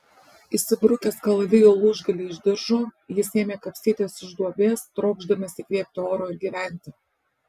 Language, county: Lithuanian, Alytus